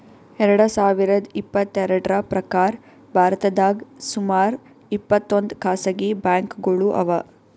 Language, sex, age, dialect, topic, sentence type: Kannada, female, 18-24, Northeastern, banking, statement